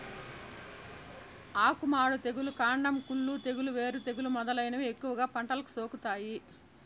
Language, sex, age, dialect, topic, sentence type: Telugu, female, 31-35, Southern, agriculture, statement